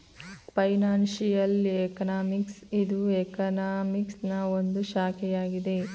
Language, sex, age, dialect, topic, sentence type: Kannada, female, 31-35, Mysore Kannada, banking, statement